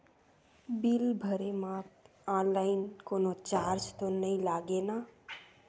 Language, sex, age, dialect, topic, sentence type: Chhattisgarhi, female, 18-24, Western/Budati/Khatahi, banking, question